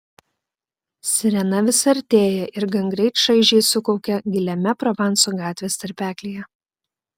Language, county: Lithuanian, Klaipėda